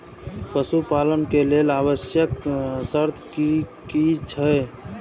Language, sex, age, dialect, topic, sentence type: Maithili, male, 31-35, Eastern / Thethi, agriculture, question